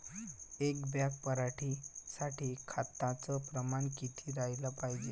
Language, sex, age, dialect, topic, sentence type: Marathi, male, 18-24, Varhadi, agriculture, question